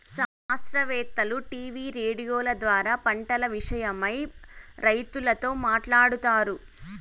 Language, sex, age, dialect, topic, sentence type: Telugu, female, 18-24, Southern, agriculture, statement